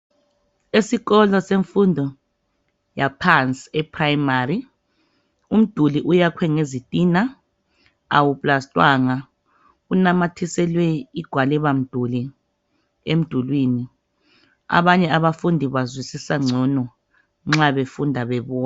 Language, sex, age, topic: North Ndebele, female, 25-35, education